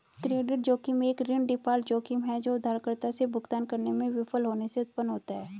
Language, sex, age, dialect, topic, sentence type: Hindi, female, 36-40, Hindustani Malvi Khadi Boli, banking, statement